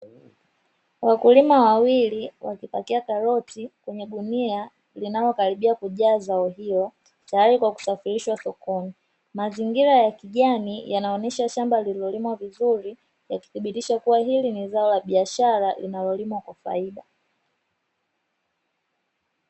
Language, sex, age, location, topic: Swahili, female, 18-24, Dar es Salaam, agriculture